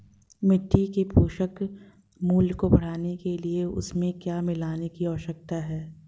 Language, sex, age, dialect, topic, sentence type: Hindi, female, 25-30, Marwari Dhudhari, agriculture, question